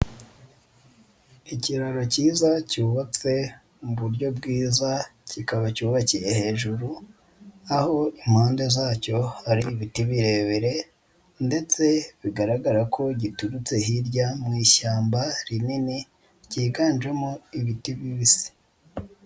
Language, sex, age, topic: Kinyarwanda, female, 25-35, agriculture